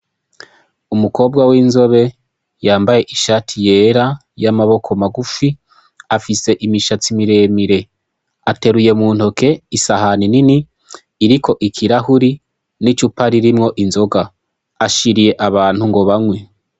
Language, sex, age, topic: Rundi, male, 25-35, education